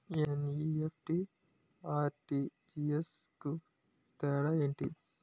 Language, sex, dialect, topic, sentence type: Telugu, male, Utterandhra, banking, question